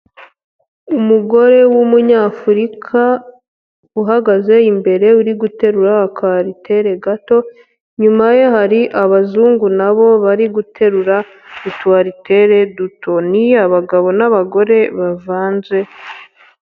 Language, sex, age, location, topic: Kinyarwanda, female, 18-24, Huye, health